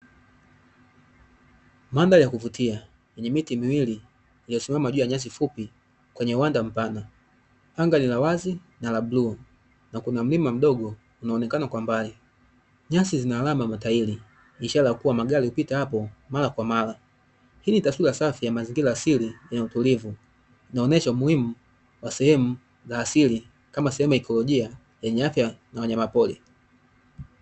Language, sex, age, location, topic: Swahili, male, 25-35, Dar es Salaam, agriculture